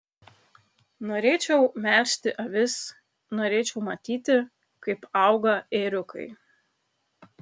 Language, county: Lithuanian, Kaunas